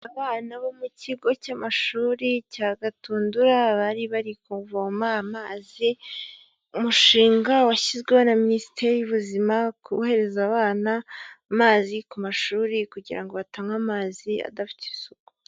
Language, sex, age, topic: Kinyarwanda, female, 25-35, health